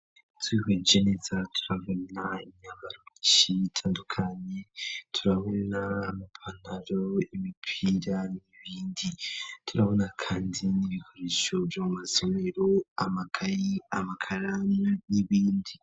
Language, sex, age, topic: Rundi, male, 18-24, education